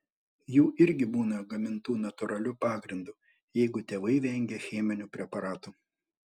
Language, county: Lithuanian, Panevėžys